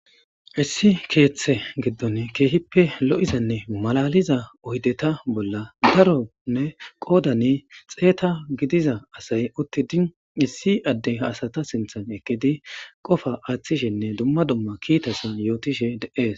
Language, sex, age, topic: Gamo, female, 25-35, government